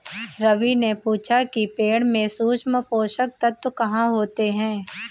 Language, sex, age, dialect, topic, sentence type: Hindi, female, 18-24, Marwari Dhudhari, agriculture, statement